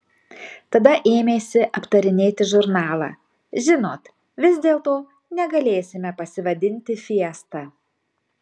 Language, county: Lithuanian, Kaunas